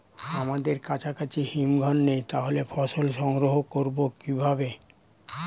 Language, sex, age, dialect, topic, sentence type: Bengali, male, 60-100, Standard Colloquial, agriculture, question